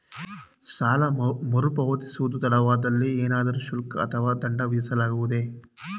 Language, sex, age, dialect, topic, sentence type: Kannada, male, 25-30, Mysore Kannada, banking, question